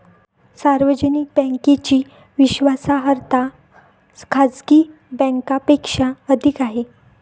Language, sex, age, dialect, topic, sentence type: Marathi, female, 25-30, Varhadi, banking, statement